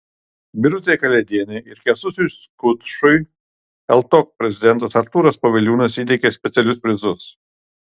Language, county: Lithuanian, Kaunas